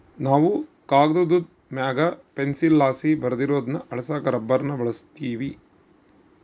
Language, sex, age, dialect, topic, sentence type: Kannada, male, 56-60, Central, agriculture, statement